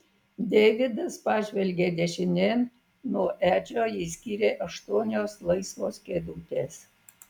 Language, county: Lithuanian, Vilnius